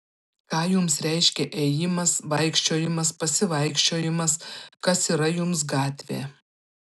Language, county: Lithuanian, Panevėžys